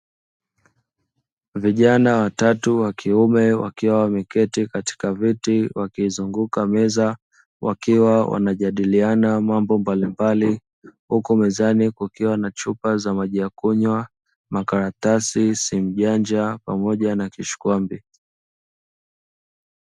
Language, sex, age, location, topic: Swahili, male, 25-35, Dar es Salaam, education